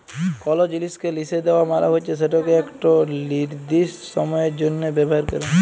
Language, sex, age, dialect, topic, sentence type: Bengali, male, 51-55, Jharkhandi, banking, statement